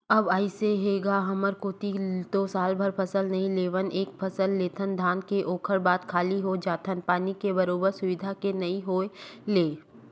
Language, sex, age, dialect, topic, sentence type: Chhattisgarhi, female, 31-35, Western/Budati/Khatahi, agriculture, statement